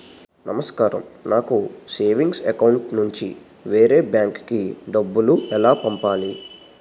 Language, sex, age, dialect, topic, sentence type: Telugu, male, 18-24, Utterandhra, banking, question